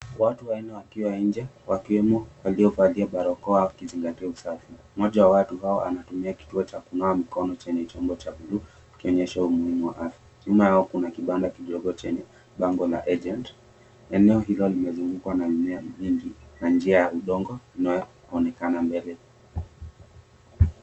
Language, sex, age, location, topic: Swahili, male, 18-24, Mombasa, health